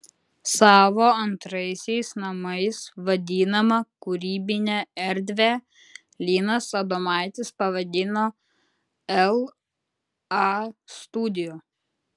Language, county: Lithuanian, Utena